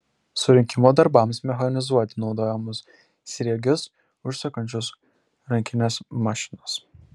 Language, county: Lithuanian, Šiauliai